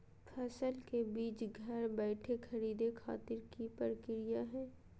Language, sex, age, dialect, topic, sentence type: Magahi, female, 25-30, Southern, agriculture, question